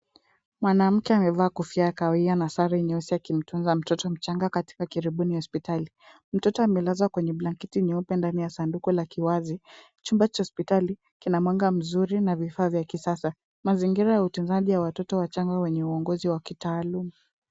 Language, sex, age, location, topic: Swahili, female, 18-24, Kisumu, health